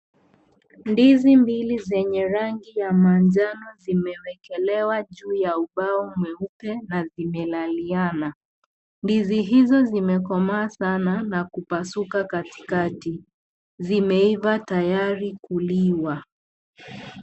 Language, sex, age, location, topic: Swahili, female, 25-35, Kisii, agriculture